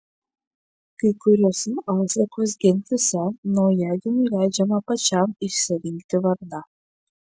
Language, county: Lithuanian, Šiauliai